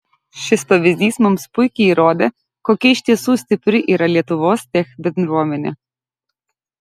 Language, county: Lithuanian, Šiauliai